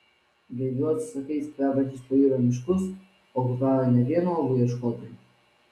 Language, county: Lithuanian, Vilnius